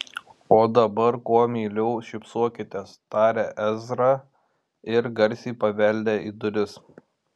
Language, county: Lithuanian, Šiauliai